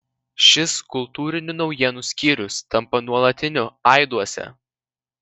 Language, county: Lithuanian, Vilnius